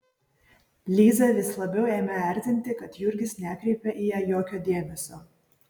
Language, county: Lithuanian, Vilnius